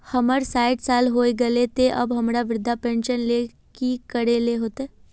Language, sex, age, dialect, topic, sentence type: Magahi, female, 36-40, Northeastern/Surjapuri, banking, question